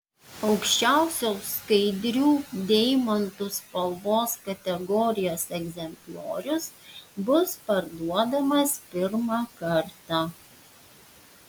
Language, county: Lithuanian, Panevėžys